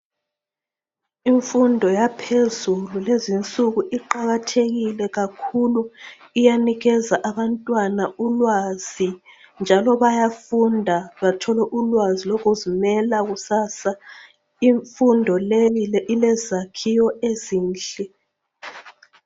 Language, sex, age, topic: North Ndebele, female, 25-35, education